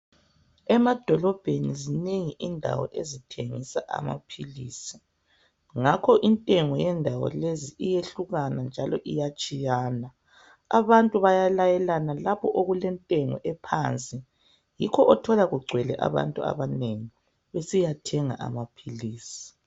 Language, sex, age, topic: North Ndebele, female, 18-24, health